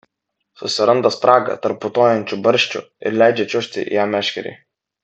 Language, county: Lithuanian, Vilnius